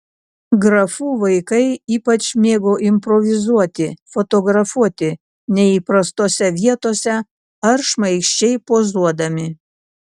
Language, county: Lithuanian, Kaunas